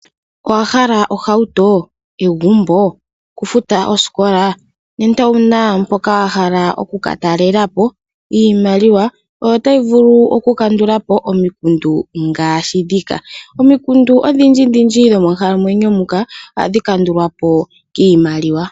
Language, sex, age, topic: Oshiwambo, female, 18-24, finance